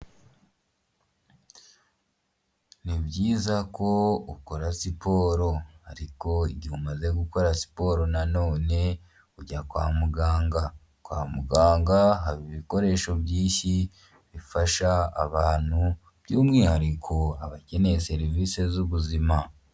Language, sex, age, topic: Kinyarwanda, female, 18-24, health